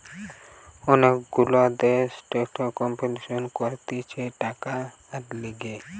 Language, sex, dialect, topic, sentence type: Bengali, male, Western, banking, statement